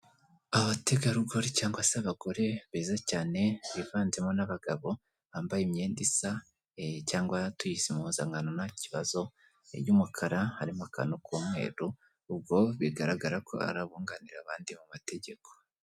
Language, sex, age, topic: Kinyarwanda, male, 18-24, government